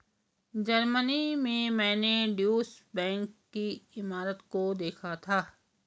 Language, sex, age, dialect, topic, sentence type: Hindi, female, 56-60, Garhwali, banking, statement